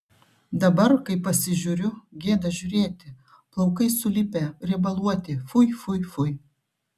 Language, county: Lithuanian, Šiauliai